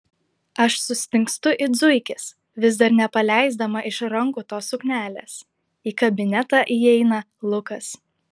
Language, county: Lithuanian, Klaipėda